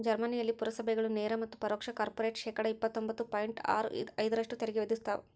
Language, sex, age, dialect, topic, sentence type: Kannada, male, 60-100, Central, banking, statement